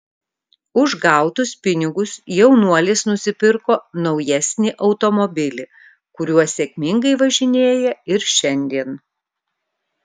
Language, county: Lithuanian, Kaunas